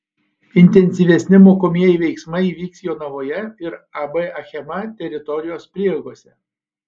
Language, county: Lithuanian, Alytus